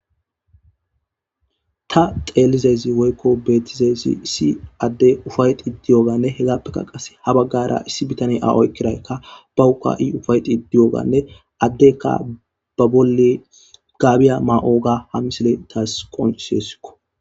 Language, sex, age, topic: Gamo, male, 18-24, government